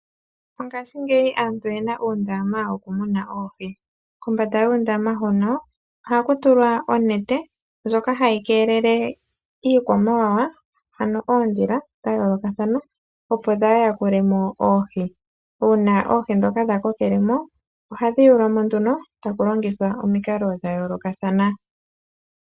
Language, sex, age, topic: Oshiwambo, male, 25-35, agriculture